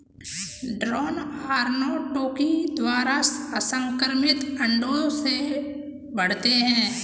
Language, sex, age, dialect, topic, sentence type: Hindi, female, 18-24, Kanauji Braj Bhasha, agriculture, statement